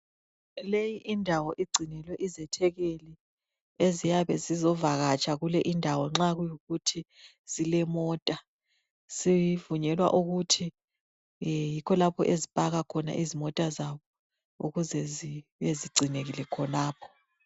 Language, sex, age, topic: North Ndebele, female, 25-35, education